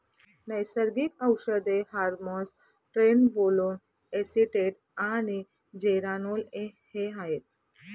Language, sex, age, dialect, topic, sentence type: Marathi, female, 31-35, Northern Konkan, agriculture, statement